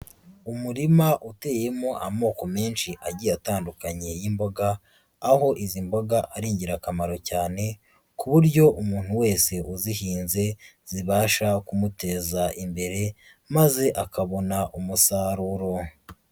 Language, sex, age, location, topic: Kinyarwanda, female, 25-35, Huye, agriculture